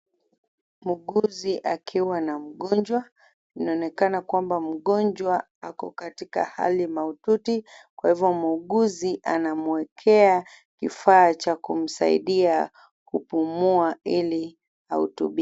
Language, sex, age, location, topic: Swahili, female, 25-35, Kisumu, health